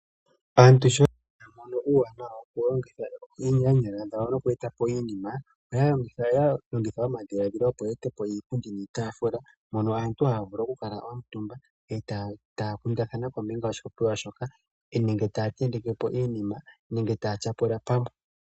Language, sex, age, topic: Oshiwambo, male, 25-35, finance